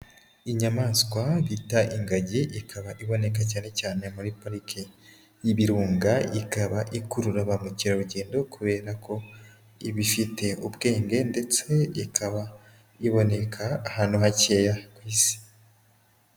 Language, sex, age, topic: Kinyarwanda, female, 18-24, agriculture